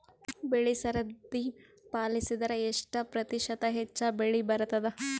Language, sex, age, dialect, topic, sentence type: Kannada, female, 18-24, Northeastern, agriculture, question